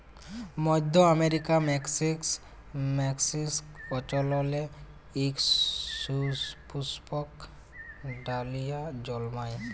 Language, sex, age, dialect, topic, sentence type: Bengali, male, 18-24, Jharkhandi, agriculture, statement